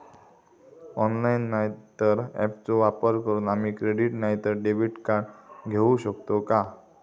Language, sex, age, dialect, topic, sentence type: Marathi, male, 18-24, Southern Konkan, banking, question